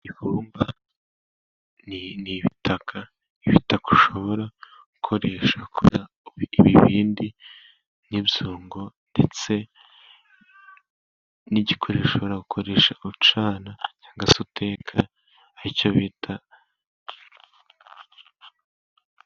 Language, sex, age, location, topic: Kinyarwanda, male, 18-24, Musanze, finance